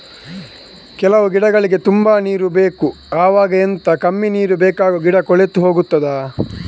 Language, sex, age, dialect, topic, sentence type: Kannada, male, 18-24, Coastal/Dakshin, agriculture, question